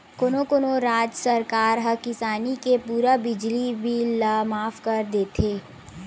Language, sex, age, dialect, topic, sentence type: Chhattisgarhi, female, 60-100, Western/Budati/Khatahi, agriculture, statement